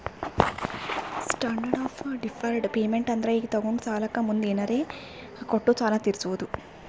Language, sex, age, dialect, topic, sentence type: Kannada, female, 51-55, Northeastern, banking, statement